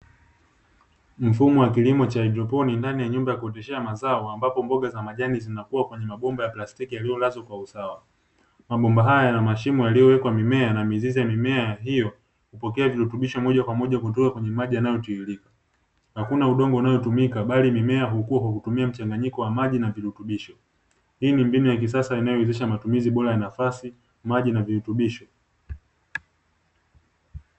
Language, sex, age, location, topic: Swahili, male, 18-24, Dar es Salaam, agriculture